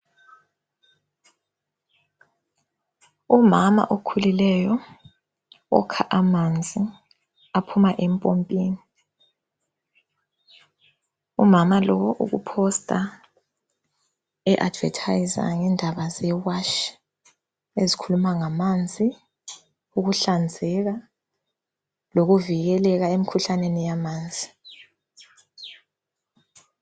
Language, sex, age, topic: North Ndebele, female, 25-35, health